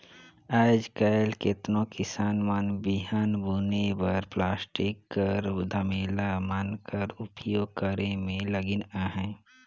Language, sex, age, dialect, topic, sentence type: Chhattisgarhi, male, 18-24, Northern/Bhandar, agriculture, statement